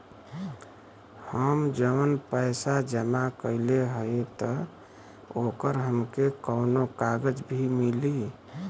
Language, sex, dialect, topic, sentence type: Bhojpuri, male, Western, banking, question